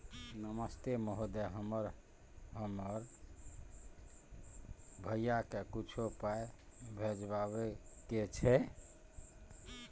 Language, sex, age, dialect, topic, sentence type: Maithili, male, 46-50, Bajjika, banking, question